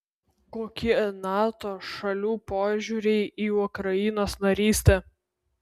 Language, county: Lithuanian, Vilnius